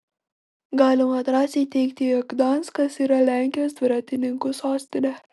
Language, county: Lithuanian, Klaipėda